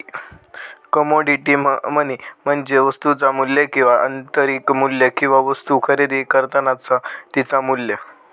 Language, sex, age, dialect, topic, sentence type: Marathi, male, 18-24, Southern Konkan, banking, statement